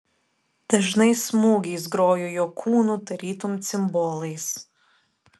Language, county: Lithuanian, Šiauliai